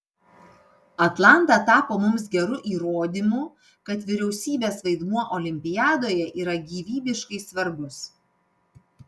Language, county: Lithuanian, Panevėžys